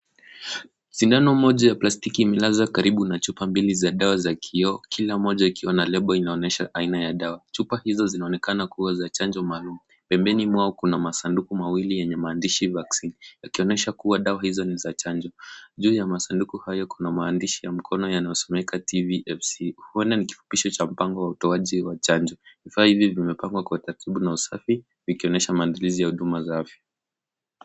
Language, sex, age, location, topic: Swahili, male, 18-24, Nakuru, health